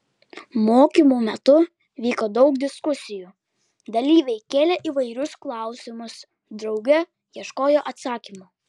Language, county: Lithuanian, Klaipėda